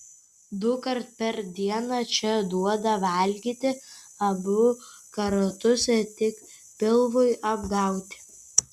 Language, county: Lithuanian, Kaunas